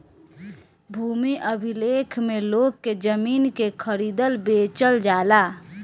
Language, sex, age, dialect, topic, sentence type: Bhojpuri, female, 18-24, Northern, agriculture, statement